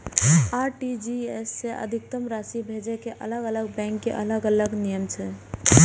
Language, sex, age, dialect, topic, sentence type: Maithili, female, 18-24, Eastern / Thethi, banking, statement